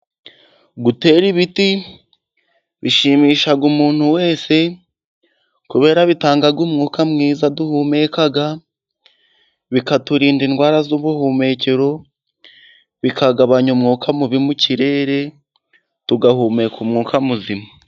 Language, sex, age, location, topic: Kinyarwanda, male, 18-24, Musanze, agriculture